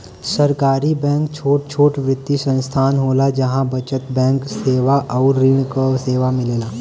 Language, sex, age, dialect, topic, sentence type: Bhojpuri, male, 18-24, Western, banking, statement